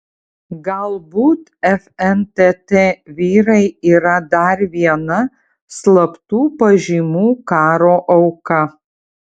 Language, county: Lithuanian, Utena